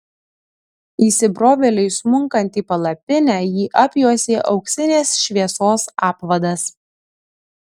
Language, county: Lithuanian, Kaunas